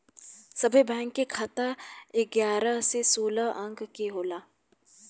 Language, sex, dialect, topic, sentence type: Bhojpuri, female, Southern / Standard, banking, statement